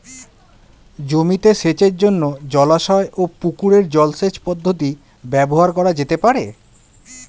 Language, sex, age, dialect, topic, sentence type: Bengali, male, 25-30, Standard Colloquial, agriculture, question